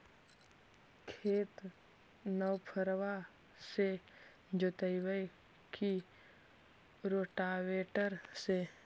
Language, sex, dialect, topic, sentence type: Magahi, female, Central/Standard, agriculture, question